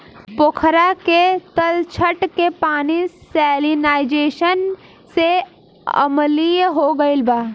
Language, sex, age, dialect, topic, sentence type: Bhojpuri, female, 18-24, Southern / Standard, agriculture, question